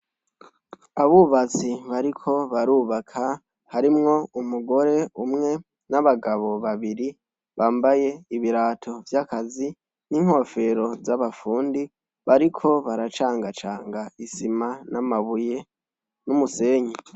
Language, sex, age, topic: Rundi, male, 18-24, education